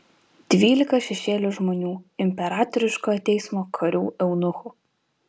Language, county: Lithuanian, Vilnius